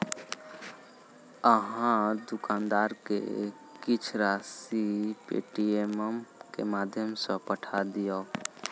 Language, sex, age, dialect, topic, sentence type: Maithili, male, 18-24, Southern/Standard, banking, statement